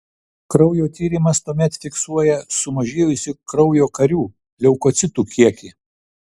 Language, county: Lithuanian, Vilnius